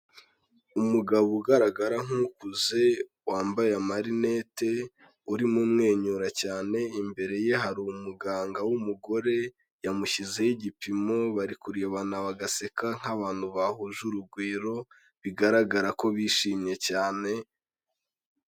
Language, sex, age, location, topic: Kinyarwanda, male, 18-24, Kigali, health